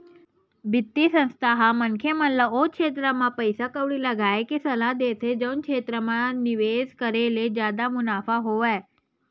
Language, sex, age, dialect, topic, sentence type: Chhattisgarhi, female, 25-30, Western/Budati/Khatahi, banking, statement